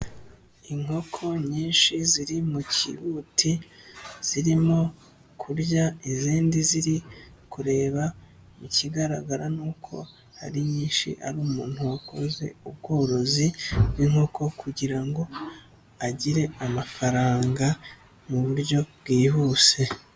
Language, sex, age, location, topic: Kinyarwanda, male, 25-35, Nyagatare, agriculture